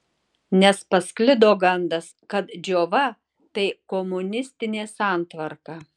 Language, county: Lithuanian, Tauragė